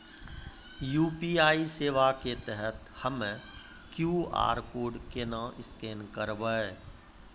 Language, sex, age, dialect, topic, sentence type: Maithili, male, 51-55, Angika, banking, question